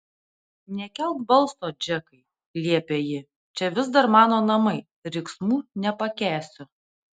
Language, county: Lithuanian, Panevėžys